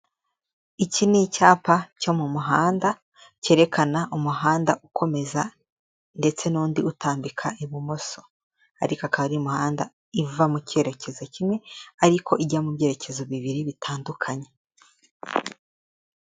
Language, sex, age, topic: Kinyarwanda, female, 18-24, government